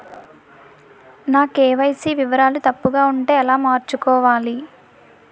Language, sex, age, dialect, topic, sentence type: Telugu, female, 18-24, Utterandhra, banking, question